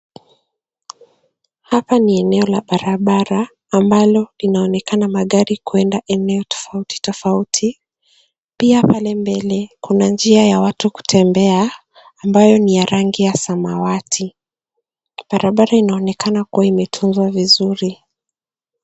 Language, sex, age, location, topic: Swahili, female, 25-35, Nairobi, government